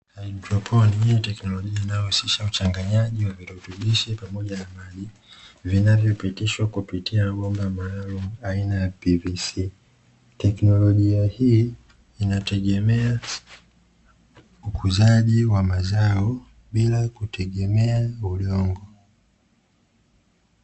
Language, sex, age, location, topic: Swahili, male, 25-35, Dar es Salaam, agriculture